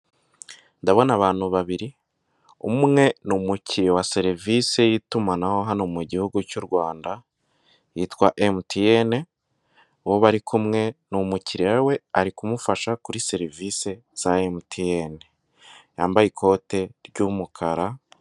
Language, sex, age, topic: Kinyarwanda, male, 18-24, finance